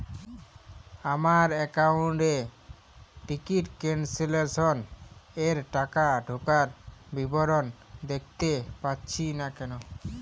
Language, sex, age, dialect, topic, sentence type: Bengali, male, 18-24, Jharkhandi, banking, question